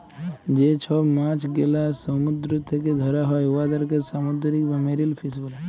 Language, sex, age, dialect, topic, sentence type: Bengali, female, 41-45, Jharkhandi, agriculture, statement